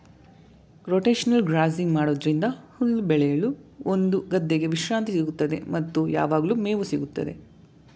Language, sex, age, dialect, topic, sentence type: Kannada, male, 18-24, Mysore Kannada, agriculture, statement